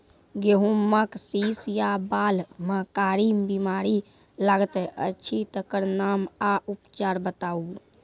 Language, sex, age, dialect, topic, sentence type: Maithili, female, 31-35, Angika, agriculture, question